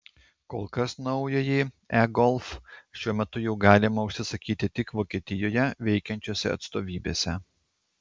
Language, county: Lithuanian, Klaipėda